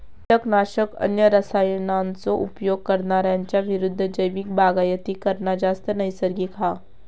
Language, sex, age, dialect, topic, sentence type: Marathi, female, 18-24, Southern Konkan, agriculture, statement